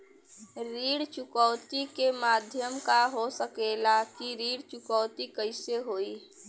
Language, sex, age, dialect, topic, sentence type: Bhojpuri, female, 18-24, Western, banking, question